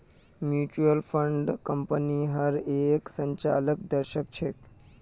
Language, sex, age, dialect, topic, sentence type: Magahi, male, 18-24, Northeastern/Surjapuri, banking, statement